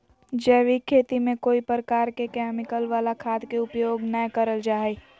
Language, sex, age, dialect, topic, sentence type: Magahi, female, 18-24, Southern, agriculture, statement